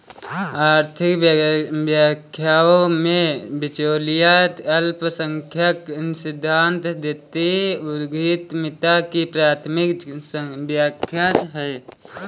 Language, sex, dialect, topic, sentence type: Hindi, male, Kanauji Braj Bhasha, banking, statement